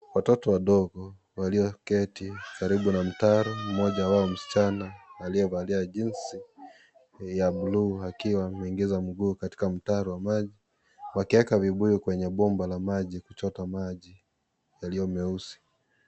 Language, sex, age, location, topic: Swahili, male, 25-35, Kisii, health